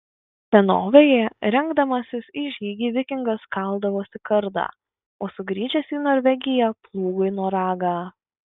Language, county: Lithuanian, Kaunas